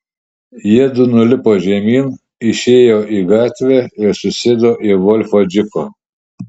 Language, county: Lithuanian, Šiauliai